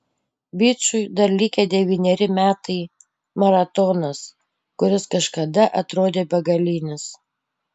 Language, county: Lithuanian, Panevėžys